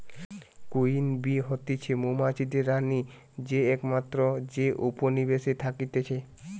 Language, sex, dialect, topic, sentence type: Bengali, male, Western, agriculture, statement